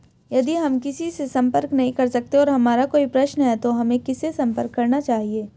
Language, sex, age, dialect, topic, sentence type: Hindi, female, 25-30, Hindustani Malvi Khadi Boli, banking, question